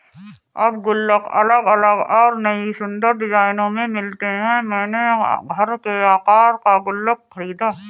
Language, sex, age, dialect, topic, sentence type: Hindi, female, 31-35, Awadhi Bundeli, banking, statement